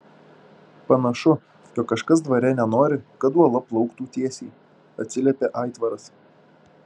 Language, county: Lithuanian, Šiauliai